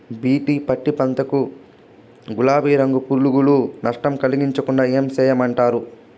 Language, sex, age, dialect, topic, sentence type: Telugu, male, 25-30, Southern, agriculture, question